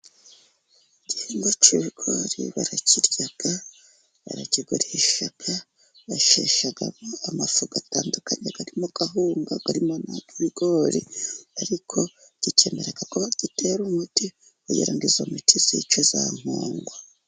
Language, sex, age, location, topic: Kinyarwanda, female, 50+, Musanze, agriculture